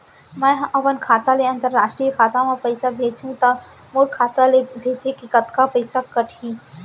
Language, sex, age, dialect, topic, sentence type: Chhattisgarhi, female, 18-24, Central, banking, question